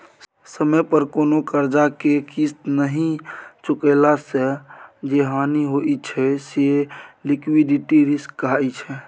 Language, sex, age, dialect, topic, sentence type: Maithili, male, 18-24, Bajjika, banking, statement